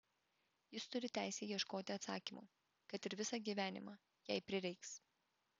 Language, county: Lithuanian, Vilnius